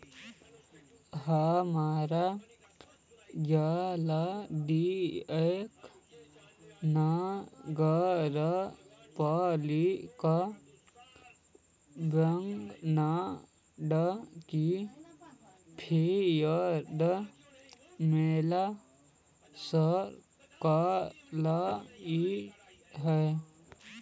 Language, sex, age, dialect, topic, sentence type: Magahi, male, 31-35, Central/Standard, banking, statement